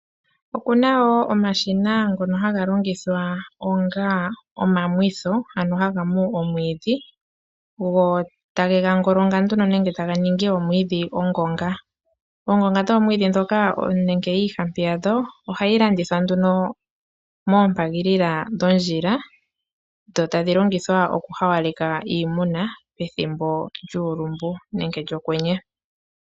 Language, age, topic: Oshiwambo, 25-35, agriculture